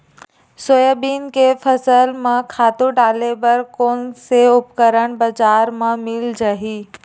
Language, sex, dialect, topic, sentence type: Chhattisgarhi, female, Western/Budati/Khatahi, agriculture, question